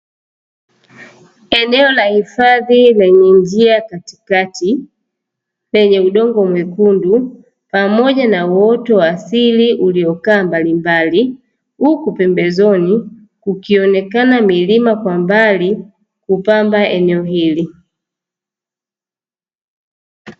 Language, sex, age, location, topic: Swahili, female, 25-35, Dar es Salaam, agriculture